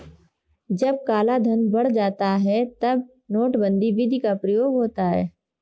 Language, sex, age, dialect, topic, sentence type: Hindi, female, 25-30, Marwari Dhudhari, banking, statement